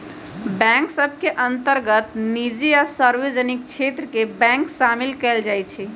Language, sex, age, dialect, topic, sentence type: Magahi, female, 31-35, Western, banking, statement